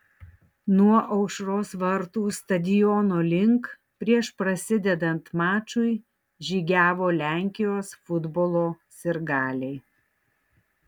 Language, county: Lithuanian, Tauragė